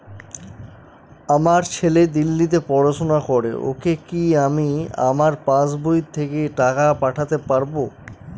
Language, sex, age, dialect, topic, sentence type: Bengali, male, 25-30, Northern/Varendri, banking, question